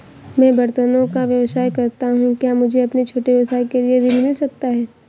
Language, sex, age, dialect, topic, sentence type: Hindi, female, 18-24, Awadhi Bundeli, banking, question